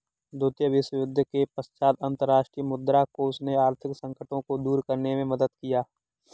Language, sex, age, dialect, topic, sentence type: Hindi, male, 18-24, Kanauji Braj Bhasha, banking, statement